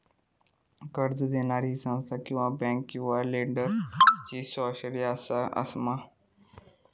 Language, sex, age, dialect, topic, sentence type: Marathi, male, 18-24, Southern Konkan, banking, question